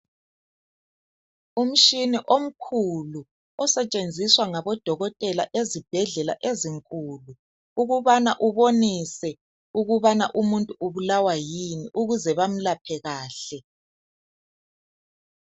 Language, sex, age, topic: North Ndebele, male, 50+, health